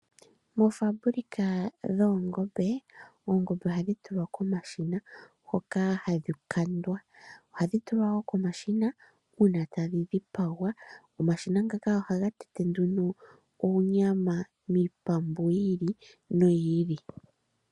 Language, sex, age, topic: Oshiwambo, female, 25-35, agriculture